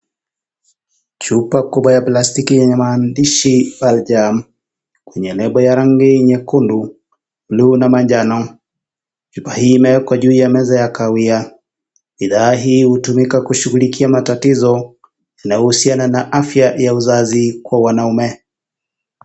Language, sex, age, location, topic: Swahili, male, 25-35, Kisii, health